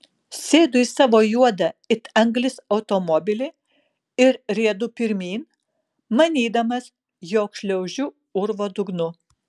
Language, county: Lithuanian, Kaunas